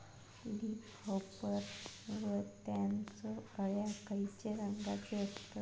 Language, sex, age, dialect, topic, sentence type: Marathi, female, 18-24, Southern Konkan, agriculture, question